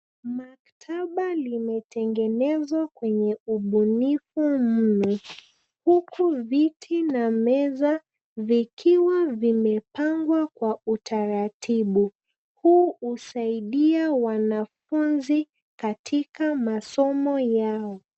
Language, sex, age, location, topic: Swahili, female, 25-35, Nairobi, education